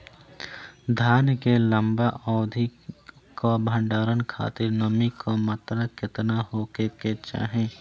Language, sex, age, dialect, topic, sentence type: Bhojpuri, male, 18-24, Southern / Standard, agriculture, question